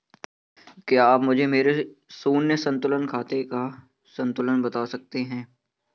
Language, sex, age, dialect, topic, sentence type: Hindi, male, 18-24, Awadhi Bundeli, banking, question